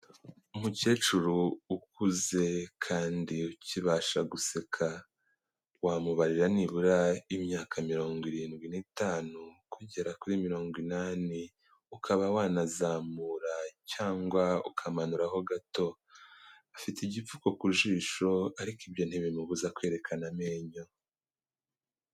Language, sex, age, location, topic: Kinyarwanda, male, 18-24, Kigali, health